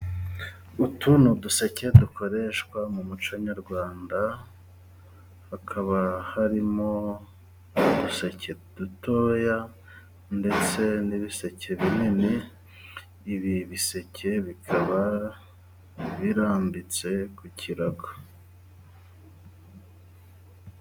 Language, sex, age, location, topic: Kinyarwanda, male, 36-49, Musanze, government